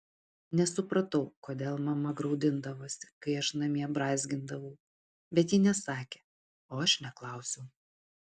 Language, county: Lithuanian, Utena